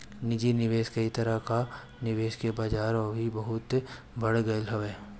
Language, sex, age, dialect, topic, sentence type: Bhojpuri, female, 18-24, Northern, banking, statement